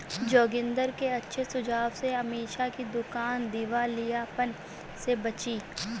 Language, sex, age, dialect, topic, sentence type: Hindi, female, 46-50, Marwari Dhudhari, banking, statement